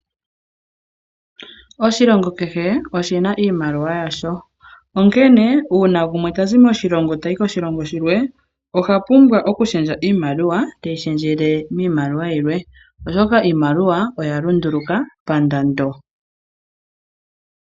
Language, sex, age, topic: Oshiwambo, female, 18-24, finance